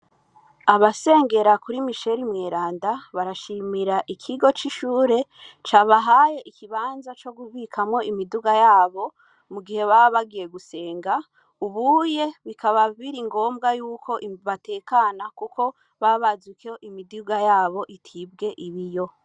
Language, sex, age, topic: Rundi, female, 25-35, education